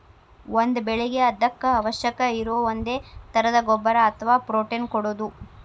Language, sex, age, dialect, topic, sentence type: Kannada, female, 25-30, Dharwad Kannada, agriculture, statement